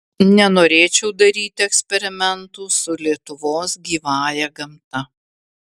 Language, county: Lithuanian, Vilnius